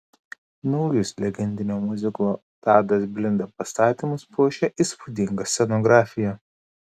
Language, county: Lithuanian, Kaunas